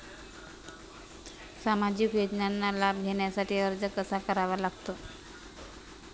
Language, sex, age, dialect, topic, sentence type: Marathi, female, 31-35, Standard Marathi, banking, question